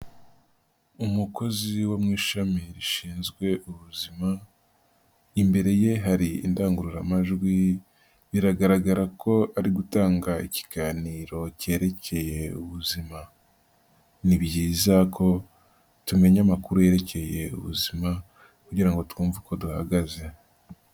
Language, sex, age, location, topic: Kinyarwanda, female, 50+, Nyagatare, health